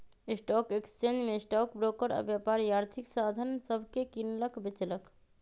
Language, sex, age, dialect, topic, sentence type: Magahi, female, 31-35, Western, banking, statement